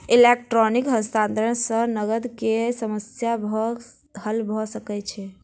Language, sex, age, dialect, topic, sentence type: Maithili, female, 51-55, Southern/Standard, banking, statement